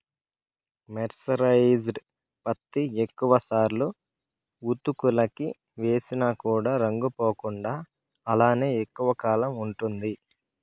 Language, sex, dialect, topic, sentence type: Telugu, male, Southern, agriculture, statement